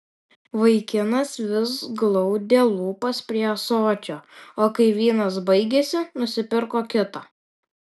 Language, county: Lithuanian, Alytus